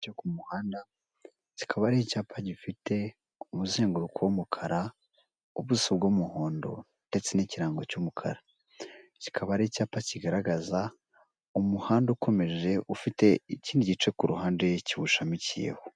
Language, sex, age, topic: Kinyarwanda, male, 18-24, government